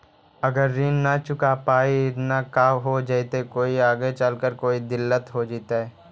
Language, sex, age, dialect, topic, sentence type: Magahi, male, 51-55, Central/Standard, banking, question